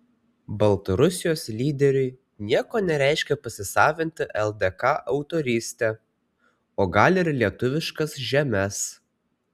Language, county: Lithuanian, Kaunas